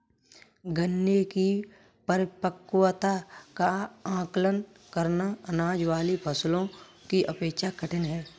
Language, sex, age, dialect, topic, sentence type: Hindi, male, 25-30, Kanauji Braj Bhasha, agriculture, statement